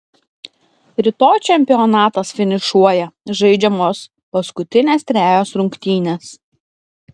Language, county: Lithuanian, Klaipėda